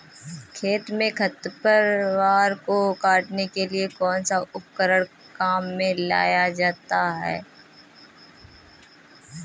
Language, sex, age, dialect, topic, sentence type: Hindi, female, 18-24, Marwari Dhudhari, agriculture, question